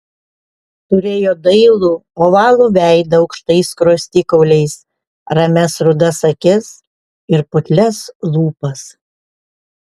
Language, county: Lithuanian, Panevėžys